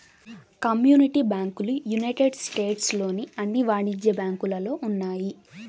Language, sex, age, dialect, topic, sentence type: Telugu, female, 18-24, Central/Coastal, banking, statement